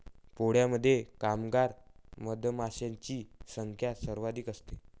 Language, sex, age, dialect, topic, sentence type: Marathi, male, 51-55, Varhadi, agriculture, statement